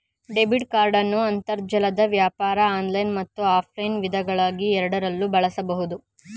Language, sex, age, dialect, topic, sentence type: Kannada, male, 25-30, Mysore Kannada, banking, statement